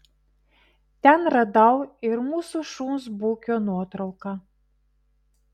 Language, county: Lithuanian, Vilnius